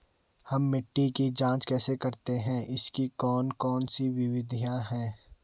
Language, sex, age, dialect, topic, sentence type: Hindi, male, 18-24, Garhwali, agriculture, question